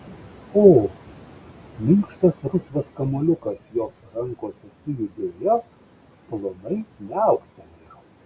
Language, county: Lithuanian, Šiauliai